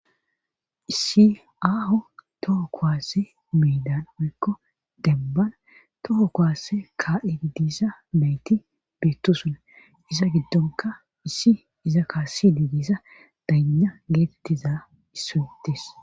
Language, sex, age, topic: Gamo, female, 36-49, government